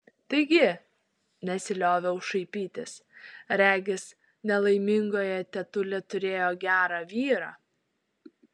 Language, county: Lithuanian, Šiauliai